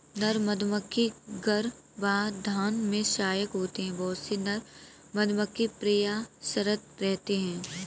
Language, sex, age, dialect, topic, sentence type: Hindi, female, 18-24, Kanauji Braj Bhasha, agriculture, statement